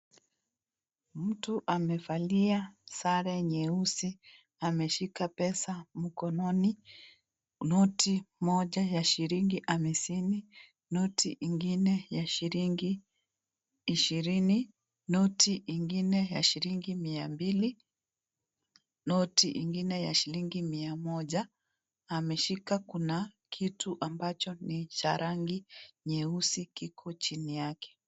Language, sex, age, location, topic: Swahili, female, 36-49, Kisii, finance